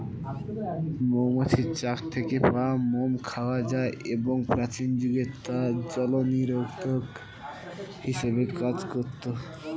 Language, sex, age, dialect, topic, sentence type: Bengali, male, 18-24, Standard Colloquial, agriculture, statement